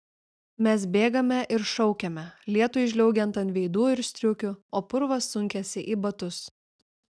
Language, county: Lithuanian, Vilnius